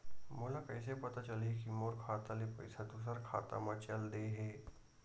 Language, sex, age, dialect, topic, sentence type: Chhattisgarhi, male, 60-100, Western/Budati/Khatahi, banking, question